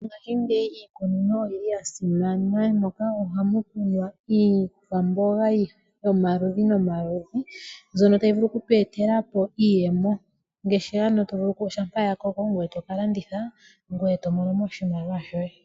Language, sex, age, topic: Oshiwambo, female, 18-24, agriculture